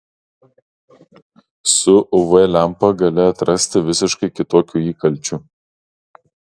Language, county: Lithuanian, Kaunas